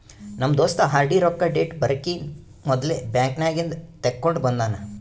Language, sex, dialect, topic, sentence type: Kannada, male, Northeastern, banking, statement